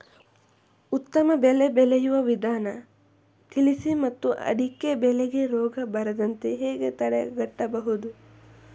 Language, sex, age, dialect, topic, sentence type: Kannada, male, 25-30, Coastal/Dakshin, agriculture, question